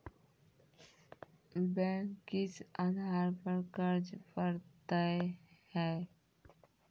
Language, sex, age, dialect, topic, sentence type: Maithili, female, 25-30, Angika, banking, question